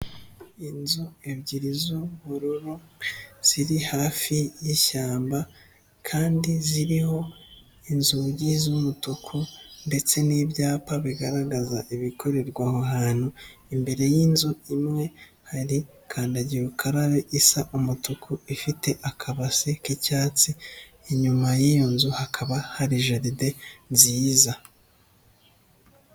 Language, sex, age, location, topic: Kinyarwanda, male, 25-35, Nyagatare, health